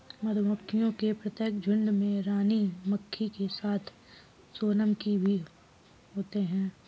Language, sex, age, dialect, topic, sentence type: Hindi, female, 18-24, Kanauji Braj Bhasha, agriculture, statement